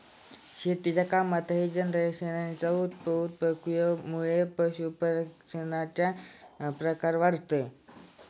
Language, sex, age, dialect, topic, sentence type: Marathi, male, 25-30, Standard Marathi, agriculture, statement